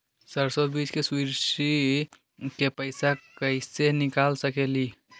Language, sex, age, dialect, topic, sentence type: Magahi, male, 18-24, Western, banking, question